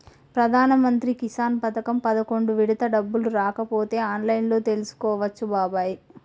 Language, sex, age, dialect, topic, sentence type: Telugu, female, 31-35, Telangana, agriculture, statement